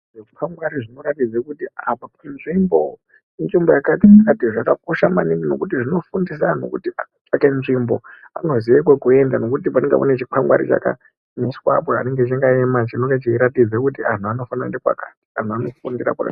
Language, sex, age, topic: Ndau, male, 18-24, education